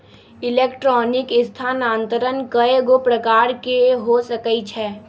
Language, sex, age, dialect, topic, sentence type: Magahi, male, 18-24, Western, banking, statement